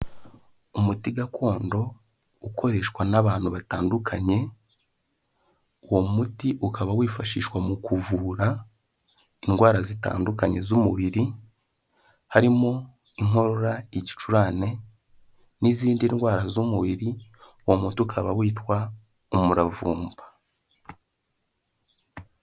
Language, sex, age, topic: Kinyarwanda, male, 18-24, health